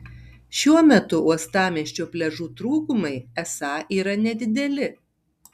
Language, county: Lithuanian, Tauragė